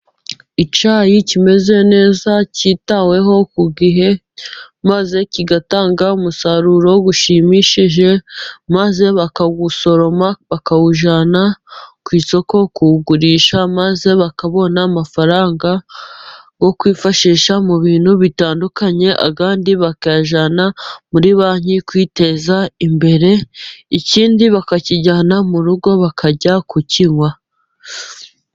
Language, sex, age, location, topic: Kinyarwanda, female, 18-24, Musanze, agriculture